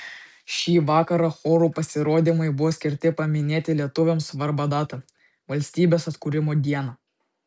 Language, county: Lithuanian, Vilnius